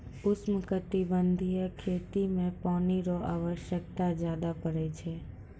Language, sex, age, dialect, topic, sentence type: Maithili, female, 18-24, Angika, agriculture, statement